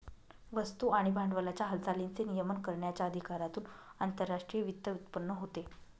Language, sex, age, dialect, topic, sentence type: Marathi, female, 25-30, Northern Konkan, banking, statement